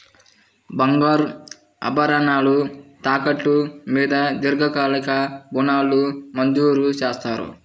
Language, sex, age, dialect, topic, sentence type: Telugu, male, 18-24, Central/Coastal, banking, question